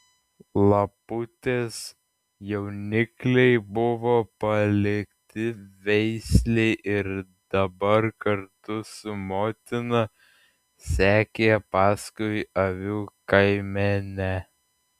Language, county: Lithuanian, Klaipėda